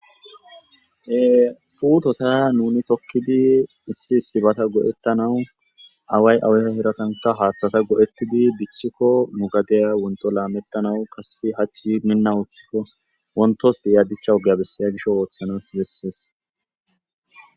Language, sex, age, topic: Gamo, male, 25-35, agriculture